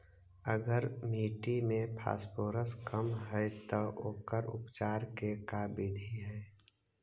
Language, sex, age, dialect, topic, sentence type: Magahi, male, 60-100, Central/Standard, agriculture, question